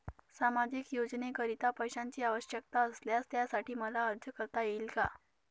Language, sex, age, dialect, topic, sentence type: Marathi, male, 31-35, Northern Konkan, banking, question